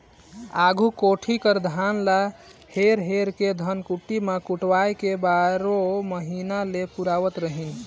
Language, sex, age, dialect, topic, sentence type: Chhattisgarhi, male, 18-24, Northern/Bhandar, agriculture, statement